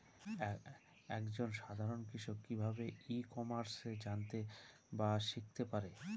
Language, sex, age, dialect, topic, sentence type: Bengali, male, 36-40, Northern/Varendri, agriculture, question